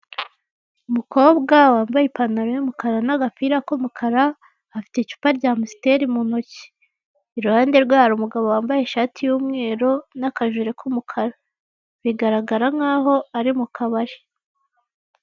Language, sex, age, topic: Kinyarwanda, female, 18-24, finance